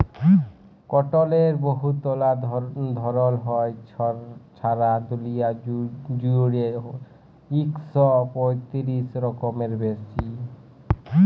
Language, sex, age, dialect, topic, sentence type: Bengali, male, 18-24, Jharkhandi, agriculture, statement